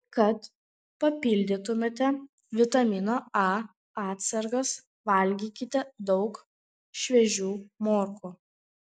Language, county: Lithuanian, Panevėžys